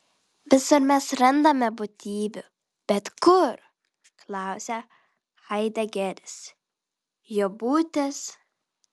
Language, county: Lithuanian, Vilnius